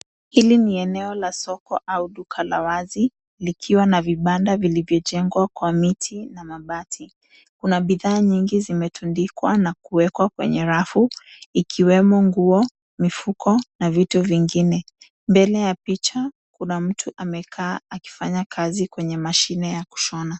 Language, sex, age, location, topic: Swahili, female, 25-35, Nairobi, finance